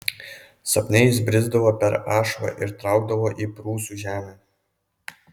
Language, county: Lithuanian, Kaunas